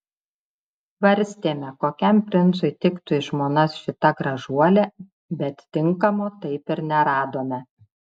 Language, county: Lithuanian, Šiauliai